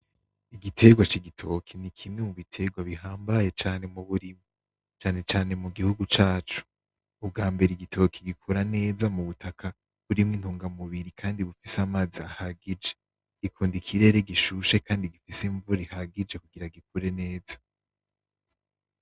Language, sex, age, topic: Rundi, male, 18-24, agriculture